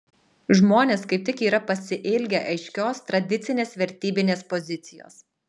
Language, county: Lithuanian, Alytus